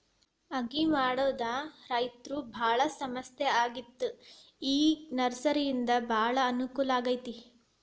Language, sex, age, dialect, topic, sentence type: Kannada, female, 18-24, Dharwad Kannada, agriculture, statement